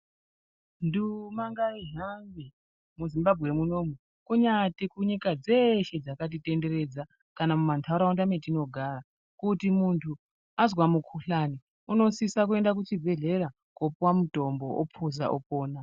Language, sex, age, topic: Ndau, male, 36-49, health